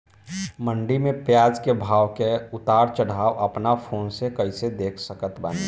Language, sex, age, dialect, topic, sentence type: Bhojpuri, male, 18-24, Southern / Standard, agriculture, question